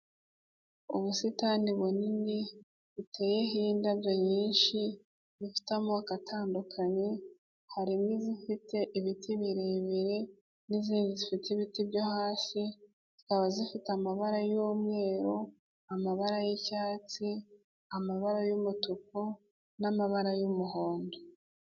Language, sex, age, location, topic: Kinyarwanda, female, 18-24, Kigali, health